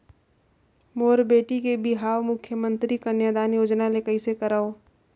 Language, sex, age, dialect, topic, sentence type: Chhattisgarhi, female, 25-30, Northern/Bhandar, banking, question